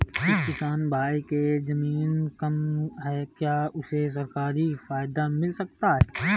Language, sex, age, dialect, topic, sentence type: Hindi, male, 25-30, Marwari Dhudhari, agriculture, question